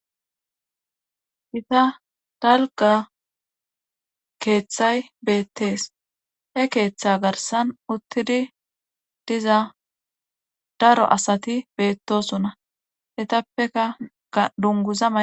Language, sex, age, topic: Gamo, female, 36-49, government